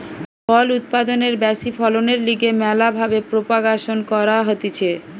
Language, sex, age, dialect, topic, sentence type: Bengali, female, 31-35, Western, agriculture, statement